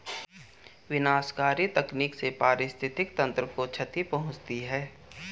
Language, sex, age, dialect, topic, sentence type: Hindi, male, 18-24, Garhwali, agriculture, statement